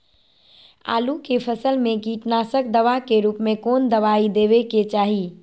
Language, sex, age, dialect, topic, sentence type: Magahi, female, 41-45, Southern, agriculture, question